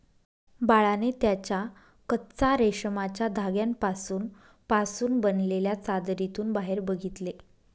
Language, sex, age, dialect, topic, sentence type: Marathi, female, 25-30, Northern Konkan, agriculture, statement